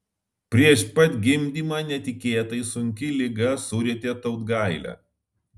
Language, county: Lithuanian, Alytus